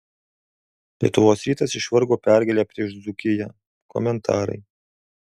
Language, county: Lithuanian, Alytus